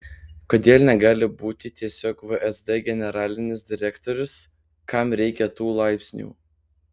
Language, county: Lithuanian, Panevėžys